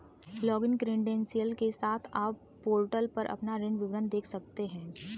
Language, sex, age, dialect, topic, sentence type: Hindi, female, 18-24, Kanauji Braj Bhasha, banking, statement